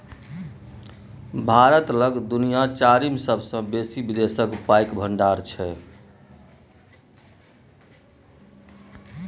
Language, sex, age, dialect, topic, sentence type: Maithili, male, 41-45, Bajjika, banking, statement